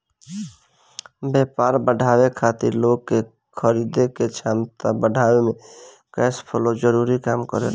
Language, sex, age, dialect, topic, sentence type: Bhojpuri, male, 18-24, Southern / Standard, banking, statement